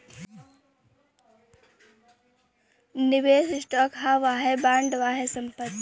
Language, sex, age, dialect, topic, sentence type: Bhojpuri, female, 25-30, Western, banking, statement